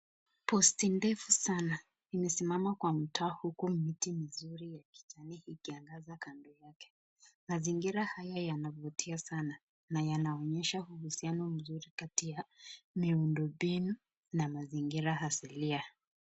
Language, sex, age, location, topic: Swahili, female, 25-35, Nakuru, education